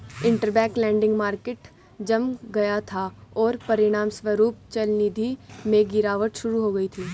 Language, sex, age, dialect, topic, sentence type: Hindi, female, 18-24, Hindustani Malvi Khadi Boli, banking, statement